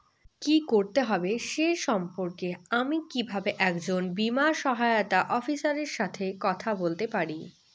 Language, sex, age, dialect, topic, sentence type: Bengali, female, 18-24, Rajbangshi, banking, question